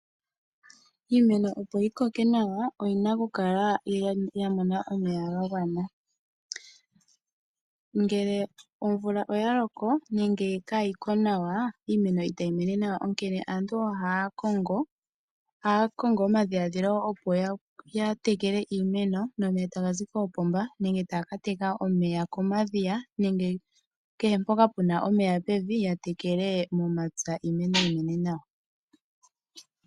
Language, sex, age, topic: Oshiwambo, female, 18-24, agriculture